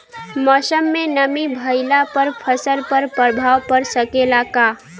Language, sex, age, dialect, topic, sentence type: Bhojpuri, female, <18, Western, agriculture, question